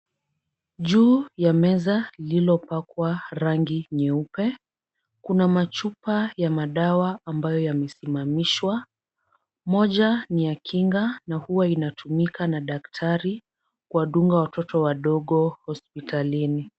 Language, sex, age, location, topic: Swahili, female, 36-49, Kisumu, health